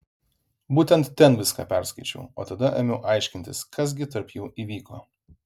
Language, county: Lithuanian, Vilnius